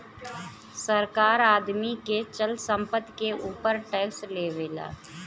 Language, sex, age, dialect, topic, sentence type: Bhojpuri, female, 31-35, Southern / Standard, banking, statement